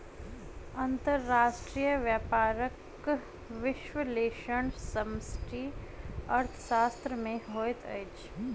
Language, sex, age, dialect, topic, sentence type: Maithili, female, 25-30, Southern/Standard, banking, statement